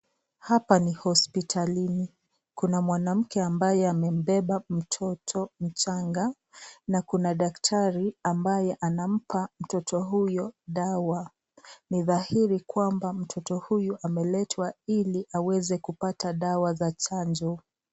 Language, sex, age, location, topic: Swahili, female, 25-35, Nakuru, health